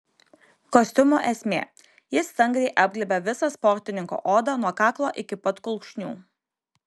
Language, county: Lithuanian, Kaunas